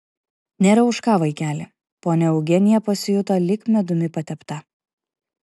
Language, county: Lithuanian, Kaunas